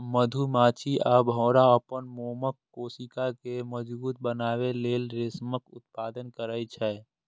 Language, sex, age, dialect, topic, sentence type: Maithili, male, 18-24, Eastern / Thethi, agriculture, statement